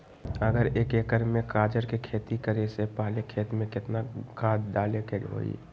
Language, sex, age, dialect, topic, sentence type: Magahi, male, 18-24, Western, agriculture, question